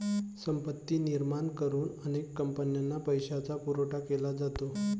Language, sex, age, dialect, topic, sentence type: Marathi, male, 25-30, Varhadi, banking, statement